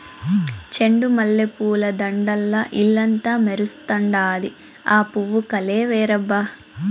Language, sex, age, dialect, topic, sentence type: Telugu, female, 18-24, Southern, agriculture, statement